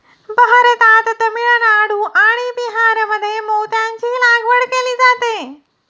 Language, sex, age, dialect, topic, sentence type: Marathi, female, 36-40, Standard Marathi, agriculture, statement